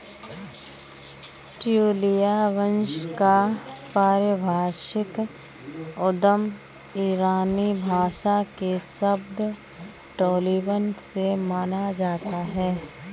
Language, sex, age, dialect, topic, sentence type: Hindi, female, 25-30, Kanauji Braj Bhasha, agriculture, statement